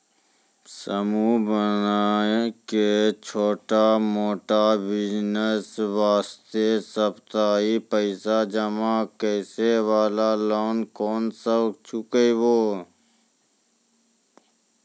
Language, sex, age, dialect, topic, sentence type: Maithili, male, 25-30, Angika, banking, question